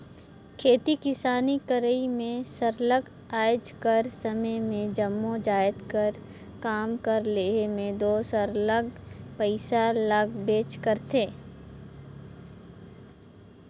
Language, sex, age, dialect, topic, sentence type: Chhattisgarhi, male, 56-60, Northern/Bhandar, agriculture, statement